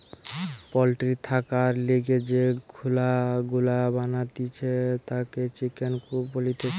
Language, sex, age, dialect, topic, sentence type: Bengali, male, <18, Western, agriculture, statement